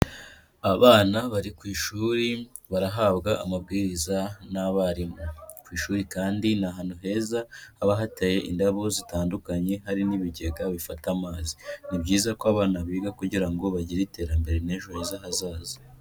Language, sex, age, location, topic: Kinyarwanda, female, 18-24, Kigali, education